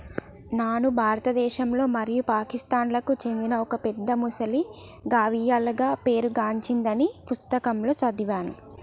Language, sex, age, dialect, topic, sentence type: Telugu, female, 25-30, Telangana, agriculture, statement